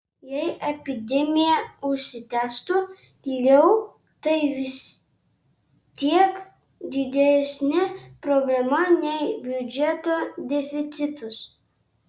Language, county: Lithuanian, Kaunas